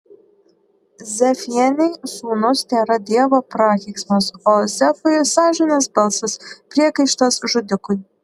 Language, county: Lithuanian, Šiauliai